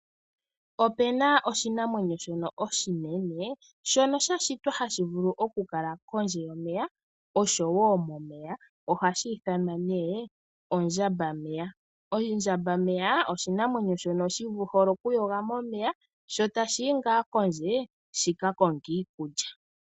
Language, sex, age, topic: Oshiwambo, female, 25-35, agriculture